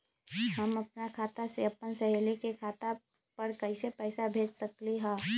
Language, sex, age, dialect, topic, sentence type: Magahi, female, 36-40, Western, banking, question